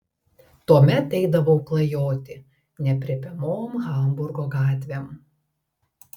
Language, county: Lithuanian, Telšiai